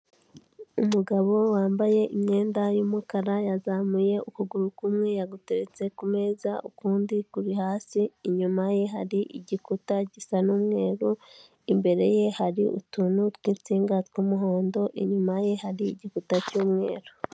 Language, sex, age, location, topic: Kinyarwanda, female, 18-24, Kigali, health